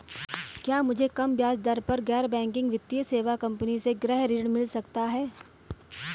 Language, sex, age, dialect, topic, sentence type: Hindi, female, 31-35, Marwari Dhudhari, banking, question